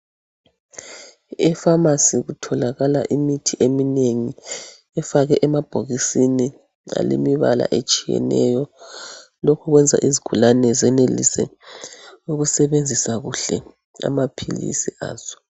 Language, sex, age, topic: North Ndebele, male, 36-49, health